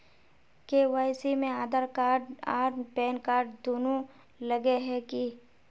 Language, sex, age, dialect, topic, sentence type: Magahi, male, 18-24, Northeastern/Surjapuri, banking, question